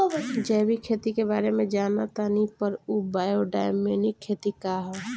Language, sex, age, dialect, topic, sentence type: Bhojpuri, female, 18-24, Northern, agriculture, question